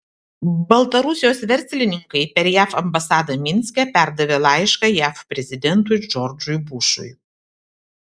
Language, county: Lithuanian, Vilnius